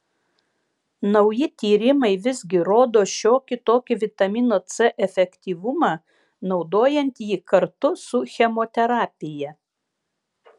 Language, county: Lithuanian, Vilnius